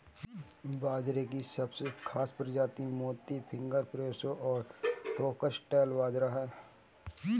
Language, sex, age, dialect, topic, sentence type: Hindi, male, 18-24, Kanauji Braj Bhasha, agriculture, statement